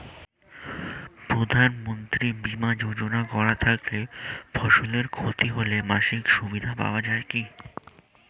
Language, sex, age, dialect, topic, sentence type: Bengali, male, <18, Standard Colloquial, agriculture, question